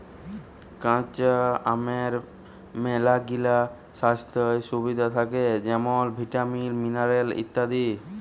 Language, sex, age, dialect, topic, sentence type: Bengali, male, 18-24, Jharkhandi, agriculture, statement